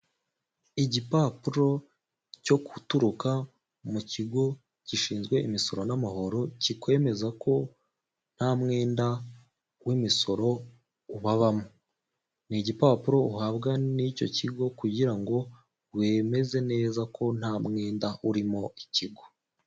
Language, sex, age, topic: Kinyarwanda, male, 18-24, finance